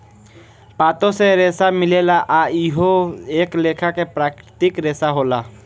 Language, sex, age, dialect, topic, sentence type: Bhojpuri, male, 18-24, Southern / Standard, agriculture, statement